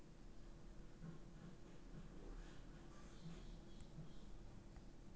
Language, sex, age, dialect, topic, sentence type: Kannada, female, 25-30, Northeastern, banking, statement